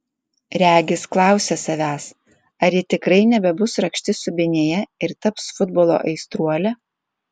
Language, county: Lithuanian, Alytus